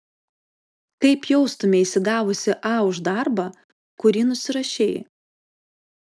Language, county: Lithuanian, Alytus